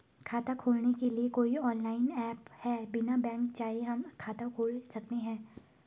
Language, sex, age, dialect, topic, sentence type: Hindi, female, 18-24, Garhwali, banking, question